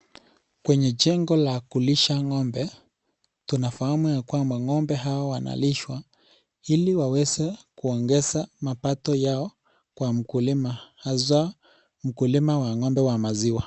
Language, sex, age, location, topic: Swahili, male, 18-24, Nakuru, agriculture